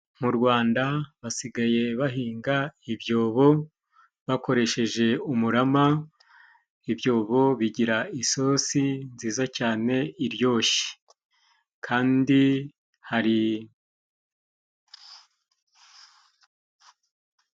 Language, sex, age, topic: Kinyarwanda, male, 36-49, finance